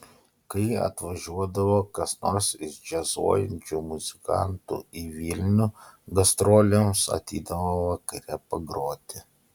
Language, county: Lithuanian, Utena